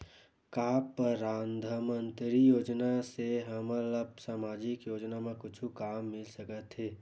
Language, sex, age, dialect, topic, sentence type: Chhattisgarhi, male, 18-24, Western/Budati/Khatahi, banking, question